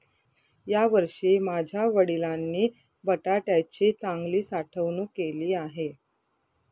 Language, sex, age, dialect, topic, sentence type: Marathi, female, 31-35, Northern Konkan, agriculture, statement